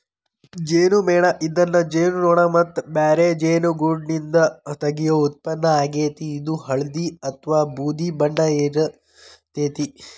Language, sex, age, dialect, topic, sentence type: Kannada, male, 18-24, Dharwad Kannada, agriculture, statement